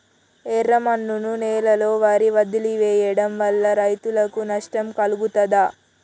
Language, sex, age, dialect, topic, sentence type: Telugu, female, 36-40, Telangana, agriculture, question